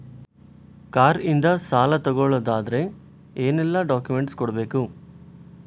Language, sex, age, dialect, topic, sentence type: Kannada, male, 18-24, Coastal/Dakshin, banking, question